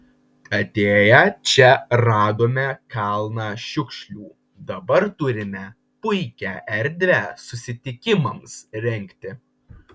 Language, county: Lithuanian, Vilnius